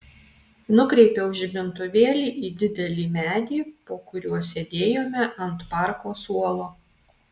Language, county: Lithuanian, Alytus